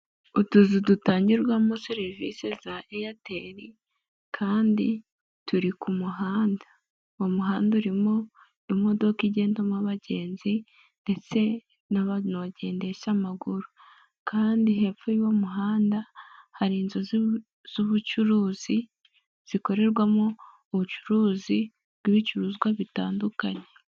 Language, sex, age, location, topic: Kinyarwanda, female, 18-24, Nyagatare, finance